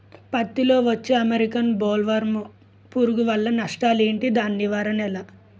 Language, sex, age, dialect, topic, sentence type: Telugu, male, 25-30, Utterandhra, agriculture, question